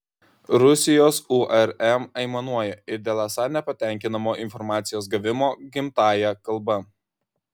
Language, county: Lithuanian, Kaunas